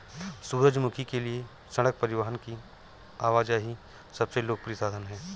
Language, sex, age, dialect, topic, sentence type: Hindi, male, 46-50, Awadhi Bundeli, agriculture, statement